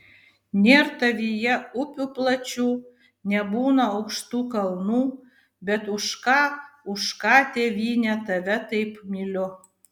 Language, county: Lithuanian, Vilnius